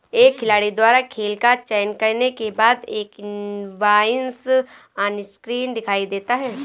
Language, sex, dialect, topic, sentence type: Hindi, female, Marwari Dhudhari, banking, statement